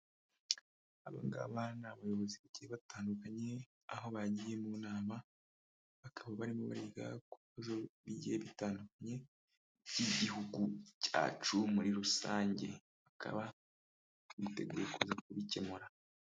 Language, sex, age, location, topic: Kinyarwanda, male, 25-35, Kigali, government